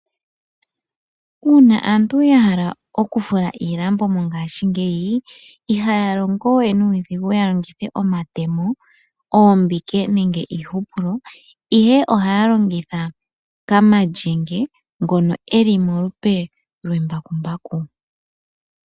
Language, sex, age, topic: Oshiwambo, female, 25-35, agriculture